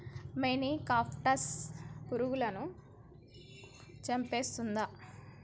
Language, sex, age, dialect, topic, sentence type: Telugu, female, 25-30, Telangana, agriculture, question